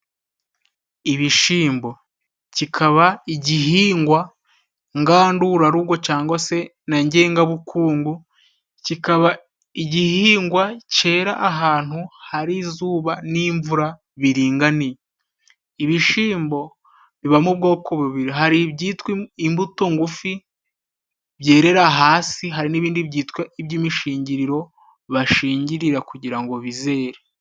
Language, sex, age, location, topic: Kinyarwanda, male, 18-24, Musanze, agriculture